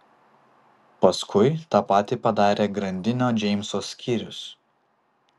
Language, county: Lithuanian, Vilnius